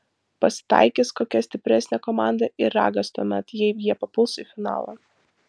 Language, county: Lithuanian, Vilnius